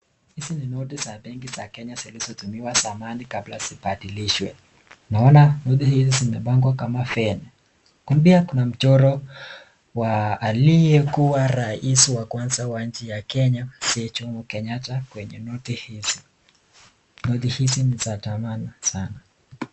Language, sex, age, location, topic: Swahili, male, 18-24, Nakuru, finance